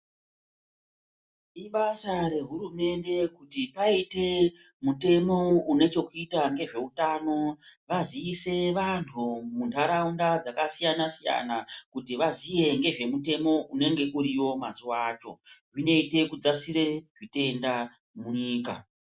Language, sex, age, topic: Ndau, male, 36-49, health